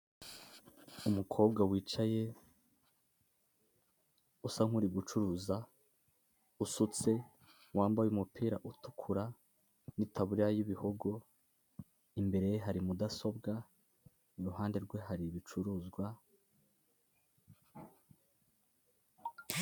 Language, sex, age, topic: Kinyarwanda, male, 18-24, finance